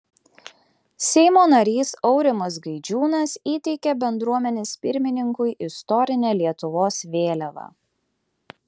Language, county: Lithuanian, Klaipėda